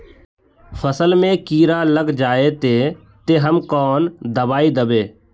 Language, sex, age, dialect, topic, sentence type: Magahi, male, 18-24, Northeastern/Surjapuri, agriculture, question